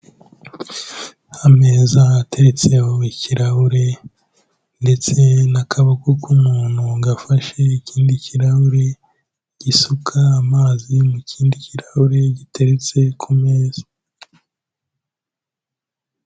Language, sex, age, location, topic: Kinyarwanda, male, 18-24, Kigali, health